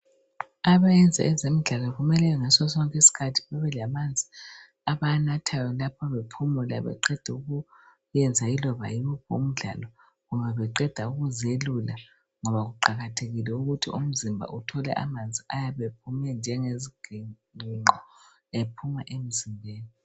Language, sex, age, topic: North Ndebele, female, 25-35, health